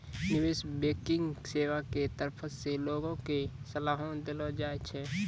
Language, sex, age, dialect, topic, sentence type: Maithili, male, 18-24, Angika, banking, statement